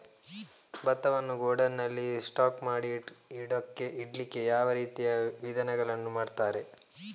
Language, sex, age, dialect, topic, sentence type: Kannada, male, 25-30, Coastal/Dakshin, agriculture, question